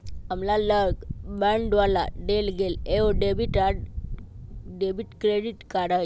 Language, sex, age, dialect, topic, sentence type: Magahi, male, 25-30, Western, banking, statement